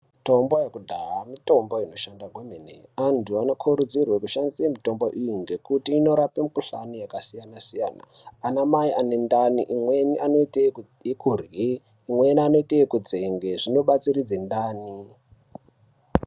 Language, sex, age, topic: Ndau, male, 18-24, health